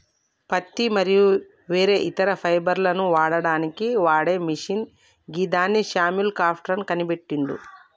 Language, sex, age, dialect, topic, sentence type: Telugu, female, 25-30, Telangana, agriculture, statement